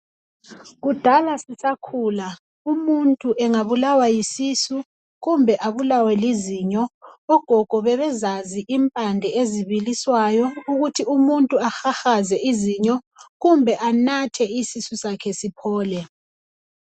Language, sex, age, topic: North Ndebele, female, 25-35, health